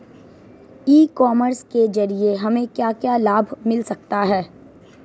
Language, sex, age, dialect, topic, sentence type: Hindi, female, 18-24, Marwari Dhudhari, agriculture, question